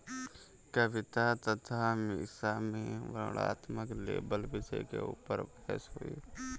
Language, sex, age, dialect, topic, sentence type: Hindi, male, 18-24, Kanauji Braj Bhasha, banking, statement